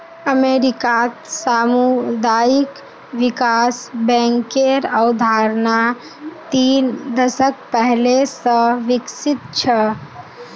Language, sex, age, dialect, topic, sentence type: Magahi, female, 18-24, Northeastern/Surjapuri, banking, statement